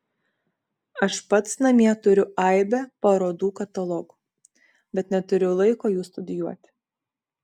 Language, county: Lithuanian, Vilnius